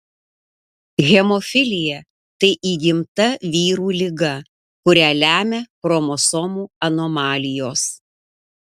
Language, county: Lithuanian, Panevėžys